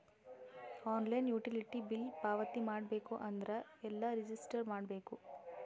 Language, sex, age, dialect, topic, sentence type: Kannada, female, 18-24, Northeastern, banking, question